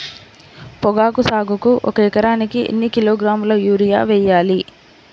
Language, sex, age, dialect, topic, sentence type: Telugu, female, 25-30, Central/Coastal, agriculture, question